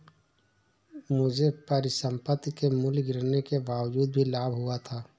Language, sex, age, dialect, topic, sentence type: Hindi, male, 31-35, Awadhi Bundeli, banking, statement